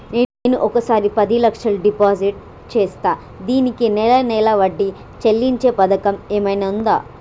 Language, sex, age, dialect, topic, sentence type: Telugu, female, 18-24, Telangana, banking, question